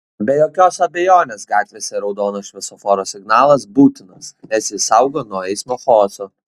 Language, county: Lithuanian, Šiauliai